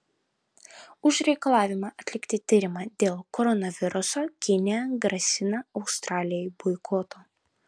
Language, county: Lithuanian, Vilnius